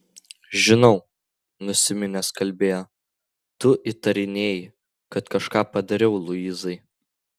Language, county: Lithuanian, Vilnius